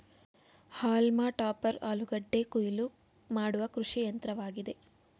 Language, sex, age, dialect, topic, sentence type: Kannada, female, 18-24, Mysore Kannada, agriculture, statement